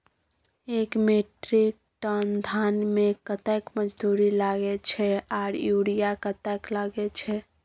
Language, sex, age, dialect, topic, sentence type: Maithili, female, 18-24, Bajjika, agriculture, question